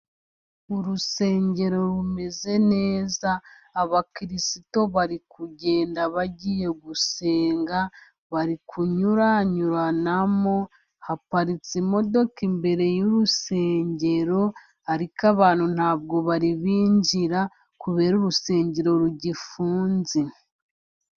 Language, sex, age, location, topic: Kinyarwanda, female, 50+, Musanze, government